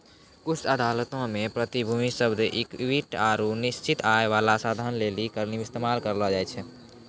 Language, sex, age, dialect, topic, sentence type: Maithili, male, 18-24, Angika, banking, statement